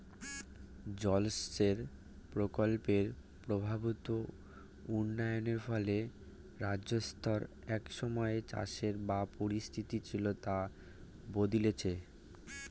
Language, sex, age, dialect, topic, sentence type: Bengali, male, 18-24, Rajbangshi, agriculture, statement